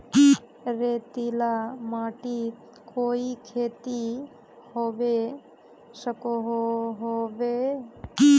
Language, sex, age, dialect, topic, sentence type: Magahi, female, 18-24, Northeastern/Surjapuri, agriculture, question